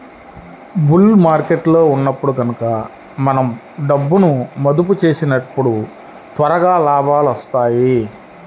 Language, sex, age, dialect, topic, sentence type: Telugu, male, 31-35, Central/Coastal, banking, statement